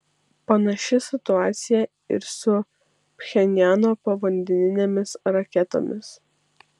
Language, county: Lithuanian, Vilnius